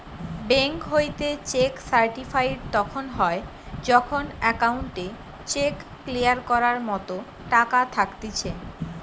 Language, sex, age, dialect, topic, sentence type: Bengali, female, 25-30, Western, banking, statement